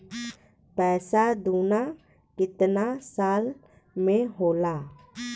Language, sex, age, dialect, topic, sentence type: Bhojpuri, female, 36-40, Western, banking, question